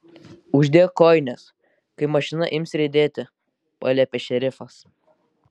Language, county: Lithuanian, Kaunas